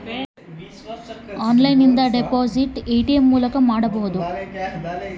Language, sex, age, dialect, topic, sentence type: Kannada, female, 25-30, Central, banking, question